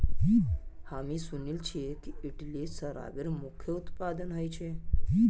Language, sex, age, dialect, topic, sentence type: Magahi, male, 18-24, Northeastern/Surjapuri, agriculture, statement